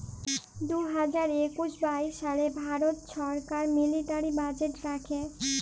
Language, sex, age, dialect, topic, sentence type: Bengali, female, 18-24, Jharkhandi, banking, statement